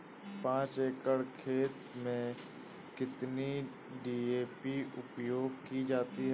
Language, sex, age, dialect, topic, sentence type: Hindi, male, 18-24, Awadhi Bundeli, agriculture, question